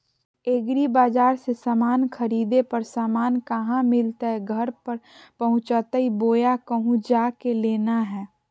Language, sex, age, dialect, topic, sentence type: Magahi, female, 51-55, Southern, agriculture, question